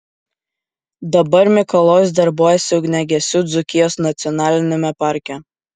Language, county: Lithuanian, Kaunas